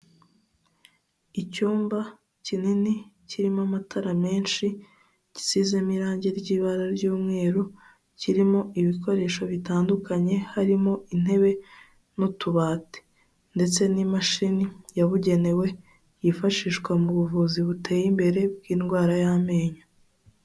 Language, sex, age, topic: Kinyarwanda, female, 18-24, health